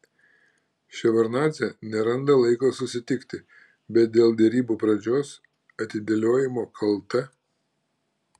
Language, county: Lithuanian, Klaipėda